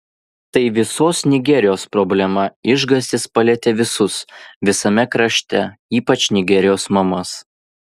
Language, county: Lithuanian, Vilnius